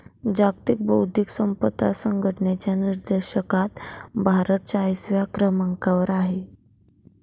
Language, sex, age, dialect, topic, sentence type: Marathi, female, 18-24, Northern Konkan, banking, statement